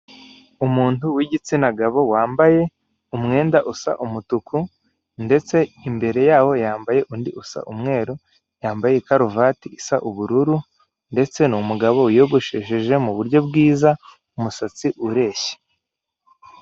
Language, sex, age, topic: Kinyarwanda, male, 18-24, government